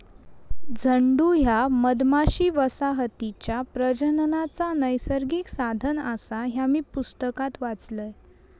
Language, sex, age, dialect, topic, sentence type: Marathi, female, 18-24, Southern Konkan, agriculture, statement